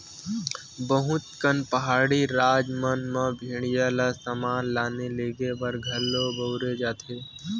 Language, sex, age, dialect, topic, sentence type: Chhattisgarhi, male, 18-24, Western/Budati/Khatahi, agriculture, statement